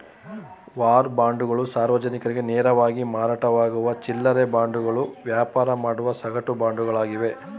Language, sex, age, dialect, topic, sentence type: Kannada, male, 41-45, Mysore Kannada, banking, statement